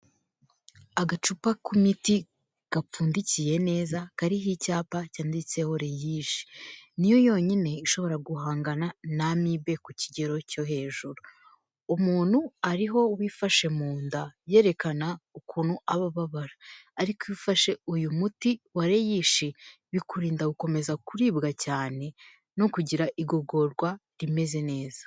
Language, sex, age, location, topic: Kinyarwanda, female, 25-35, Kigali, health